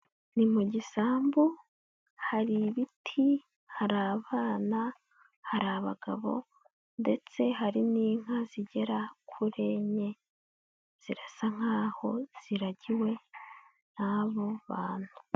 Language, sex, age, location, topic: Kinyarwanda, female, 18-24, Huye, agriculture